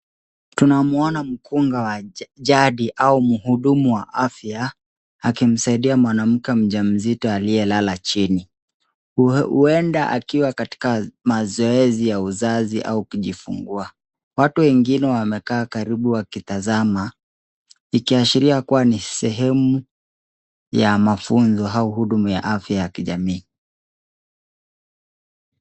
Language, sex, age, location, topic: Swahili, male, 25-35, Kisii, health